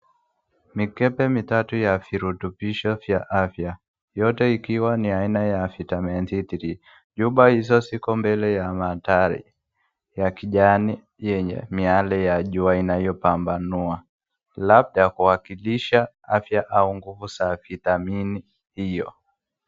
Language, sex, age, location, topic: Swahili, female, 18-24, Nakuru, health